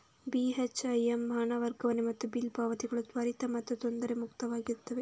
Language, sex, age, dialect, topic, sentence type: Kannada, female, 31-35, Coastal/Dakshin, banking, statement